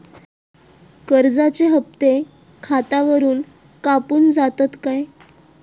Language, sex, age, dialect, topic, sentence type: Marathi, female, 18-24, Southern Konkan, banking, question